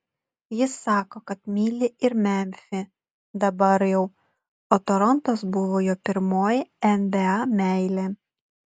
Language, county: Lithuanian, Utena